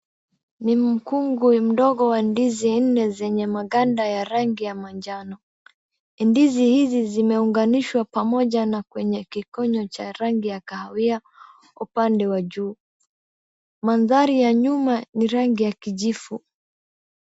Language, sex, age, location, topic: Swahili, female, 18-24, Wajir, agriculture